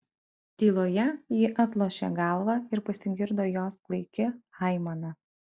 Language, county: Lithuanian, Kaunas